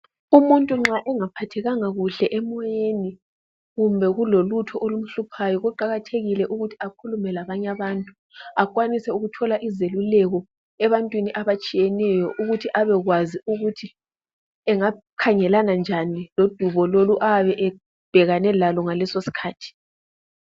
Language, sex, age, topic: North Ndebele, female, 25-35, health